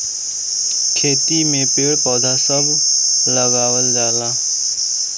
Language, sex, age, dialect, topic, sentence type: Bhojpuri, male, 18-24, Western, agriculture, statement